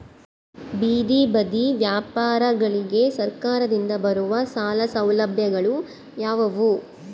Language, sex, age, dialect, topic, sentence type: Kannada, female, 31-35, Central, agriculture, question